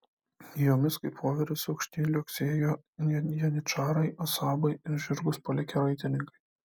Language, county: Lithuanian, Kaunas